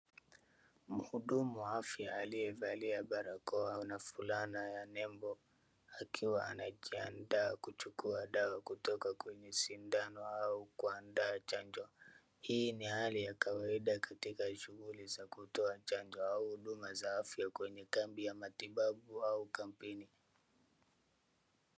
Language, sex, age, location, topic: Swahili, male, 36-49, Wajir, health